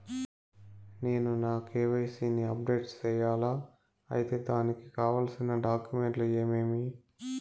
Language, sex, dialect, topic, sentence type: Telugu, male, Southern, banking, question